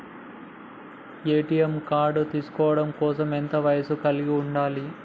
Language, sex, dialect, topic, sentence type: Telugu, male, Telangana, banking, question